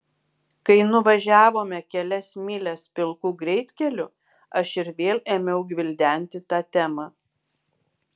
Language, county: Lithuanian, Kaunas